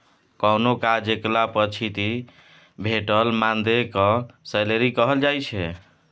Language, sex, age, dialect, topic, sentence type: Maithili, male, 25-30, Bajjika, banking, statement